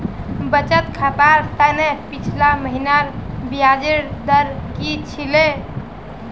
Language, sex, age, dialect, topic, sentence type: Magahi, female, 60-100, Northeastern/Surjapuri, banking, statement